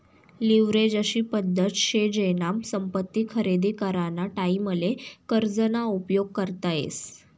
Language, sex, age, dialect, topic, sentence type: Marathi, female, 18-24, Northern Konkan, banking, statement